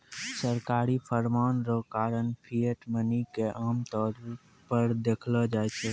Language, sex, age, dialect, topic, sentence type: Maithili, male, 18-24, Angika, banking, statement